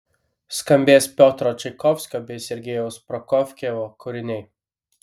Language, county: Lithuanian, Kaunas